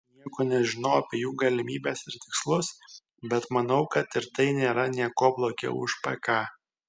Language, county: Lithuanian, Kaunas